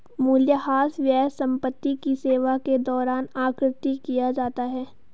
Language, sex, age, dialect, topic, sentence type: Hindi, female, 51-55, Hindustani Malvi Khadi Boli, banking, statement